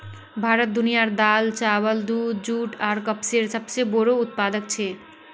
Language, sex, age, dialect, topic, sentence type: Magahi, female, 41-45, Northeastern/Surjapuri, agriculture, statement